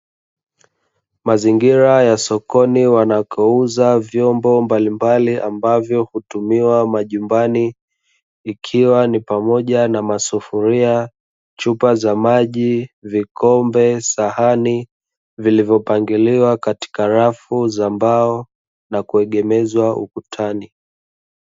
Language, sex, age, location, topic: Swahili, male, 25-35, Dar es Salaam, finance